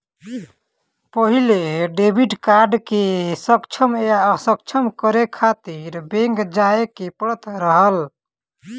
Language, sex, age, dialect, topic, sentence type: Bhojpuri, male, 18-24, Northern, banking, statement